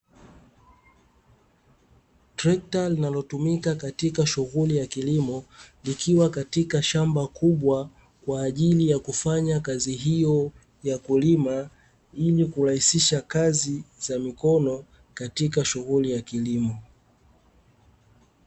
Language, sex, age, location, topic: Swahili, male, 18-24, Dar es Salaam, agriculture